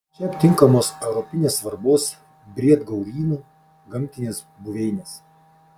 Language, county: Lithuanian, Kaunas